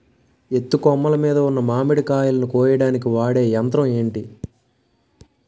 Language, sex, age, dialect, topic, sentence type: Telugu, male, 18-24, Utterandhra, agriculture, question